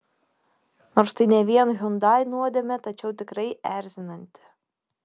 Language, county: Lithuanian, Šiauliai